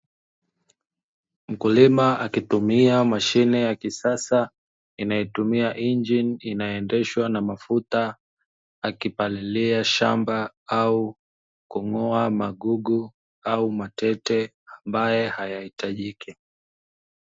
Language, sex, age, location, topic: Swahili, male, 25-35, Dar es Salaam, agriculture